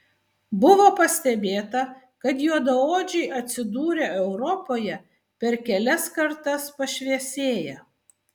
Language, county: Lithuanian, Vilnius